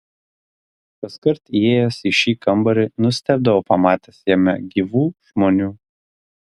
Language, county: Lithuanian, Klaipėda